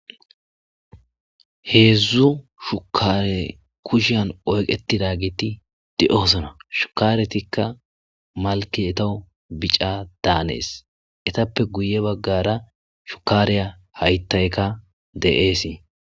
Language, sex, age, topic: Gamo, male, 25-35, agriculture